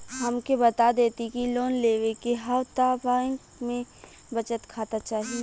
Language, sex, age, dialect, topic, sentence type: Bhojpuri, female, 18-24, Western, banking, question